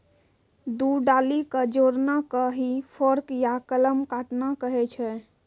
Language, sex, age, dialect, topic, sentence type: Maithili, female, 46-50, Angika, agriculture, statement